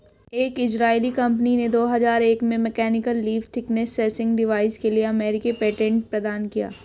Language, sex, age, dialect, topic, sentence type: Hindi, female, 31-35, Hindustani Malvi Khadi Boli, agriculture, statement